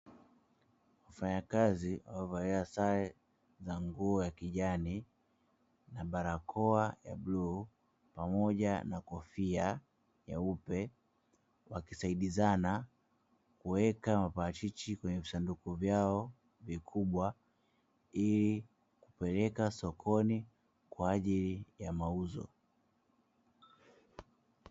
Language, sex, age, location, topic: Swahili, male, 25-35, Dar es Salaam, agriculture